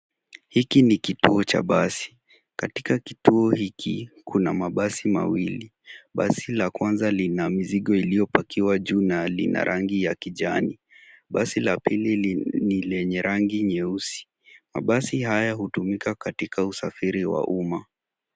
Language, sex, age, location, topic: Swahili, male, 18-24, Nairobi, government